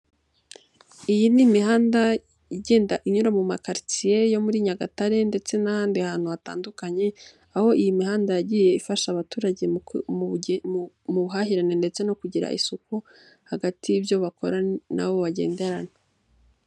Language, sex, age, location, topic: Kinyarwanda, female, 18-24, Nyagatare, government